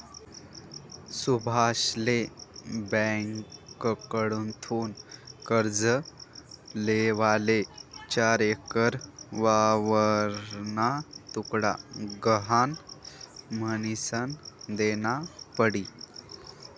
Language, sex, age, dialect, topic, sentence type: Marathi, male, 18-24, Northern Konkan, banking, statement